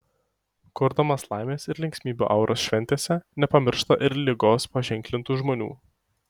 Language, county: Lithuanian, Šiauliai